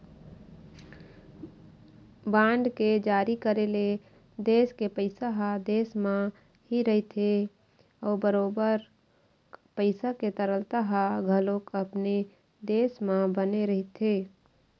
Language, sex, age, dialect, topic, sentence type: Chhattisgarhi, female, 25-30, Eastern, banking, statement